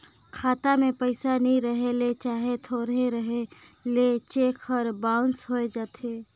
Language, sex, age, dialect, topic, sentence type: Chhattisgarhi, female, 56-60, Northern/Bhandar, banking, statement